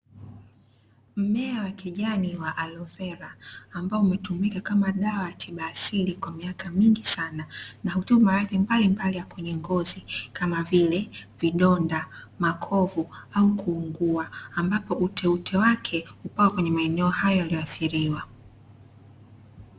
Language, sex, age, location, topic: Swahili, female, 25-35, Dar es Salaam, health